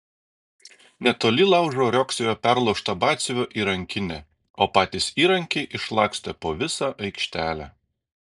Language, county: Lithuanian, Šiauliai